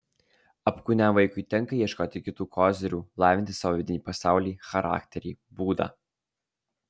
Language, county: Lithuanian, Alytus